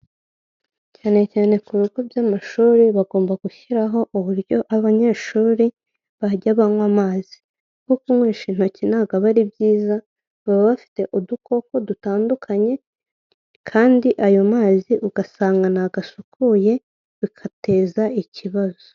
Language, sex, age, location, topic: Kinyarwanda, female, 25-35, Kigali, health